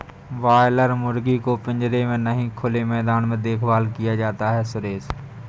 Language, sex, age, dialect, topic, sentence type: Hindi, male, 60-100, Awadhi Bundeli, agriculture, statement